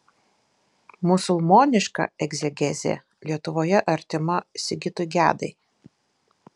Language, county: Lithuanian, Vilnius